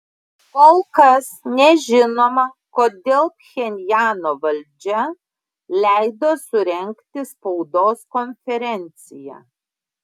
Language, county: Lithuanian, Klaipėda